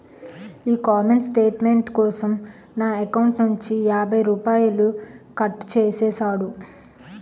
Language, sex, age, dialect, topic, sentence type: Telugu, female, 31-35, Utterandhra, banking, statement